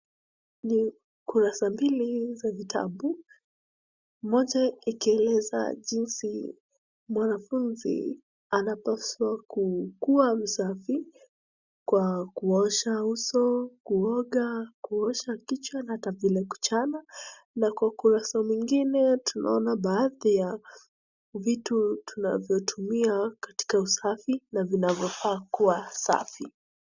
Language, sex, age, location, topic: Swahili, female, 18-24, Wajir, education